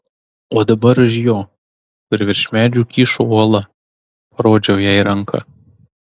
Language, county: Lithuanian, Tauragė